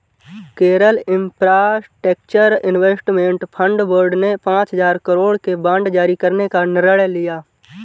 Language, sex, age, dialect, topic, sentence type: Hindi, male, 18-24, Marwari Dhudhari, banking, statement